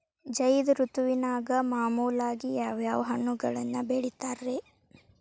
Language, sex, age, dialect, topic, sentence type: Kannada, female, 18-24, Dharwad Kannada, agriculture, question